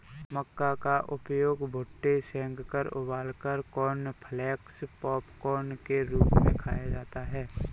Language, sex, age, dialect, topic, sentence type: Hindi, male, 25-30, Kanauji Braj Bhasha, agriculture, statement